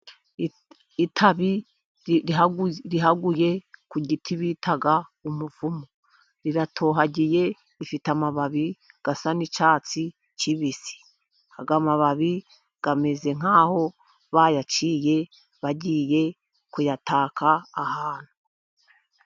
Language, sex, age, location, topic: Kinyarwanda, female, 50+, Musanze, government